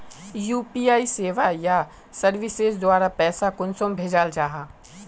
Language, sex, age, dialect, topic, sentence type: Magahi, male, 25-30, Northeastern/Surjapuri, banking, question